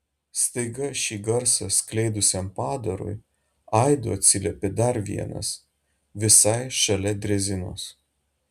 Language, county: Lithuanian, Šiauliai